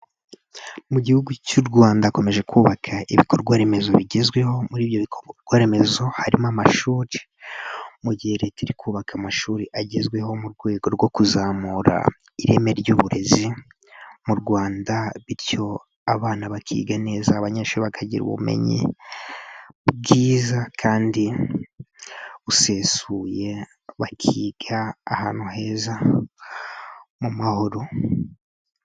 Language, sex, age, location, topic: Kinyarwanda, male, 18-24, Musanze, government